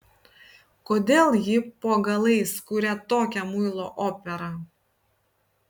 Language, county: Lithuanian, Kaunas